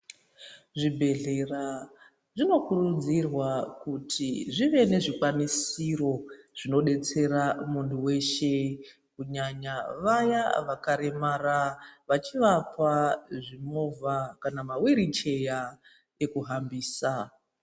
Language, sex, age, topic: Ndau, female, 25-35, health